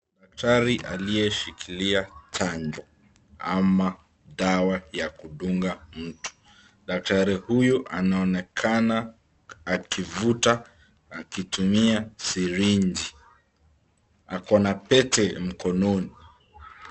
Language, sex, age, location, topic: Swahili, male, 25-35, Nakuru, health